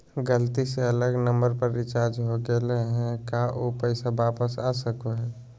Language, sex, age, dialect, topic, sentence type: Magahi, male, 25-30, Southern, banking, question